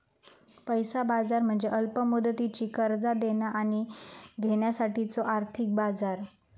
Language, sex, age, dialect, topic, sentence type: Marathi, female, 25-30, Southern Konkan, banking, statement